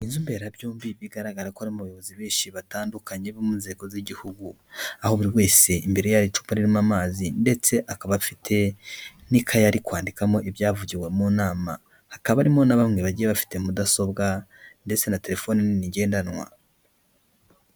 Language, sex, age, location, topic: Kinyarwanda, male, 18-24, Kigali, government